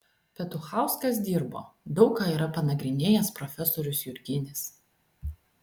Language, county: Lithuanian, Klaipėda